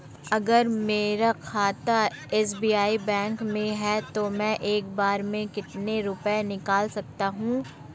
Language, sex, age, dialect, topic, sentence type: Hindi, male, 25-30, Marwari Dhudhari, banking, question